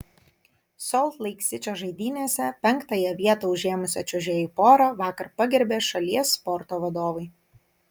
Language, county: Lithuanian, Kaunas